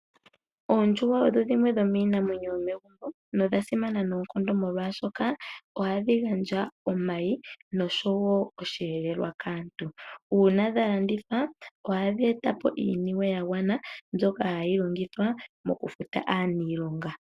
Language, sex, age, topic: Oshiwambo, female, 18-24, agriculture